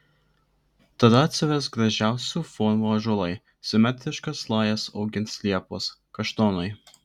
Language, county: Lithuanian, Klaipėda